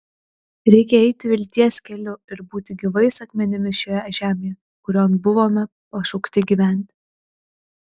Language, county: Lithuanian, Klaipėda